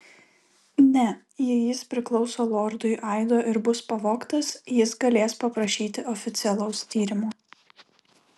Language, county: Lithuanian, Vilnius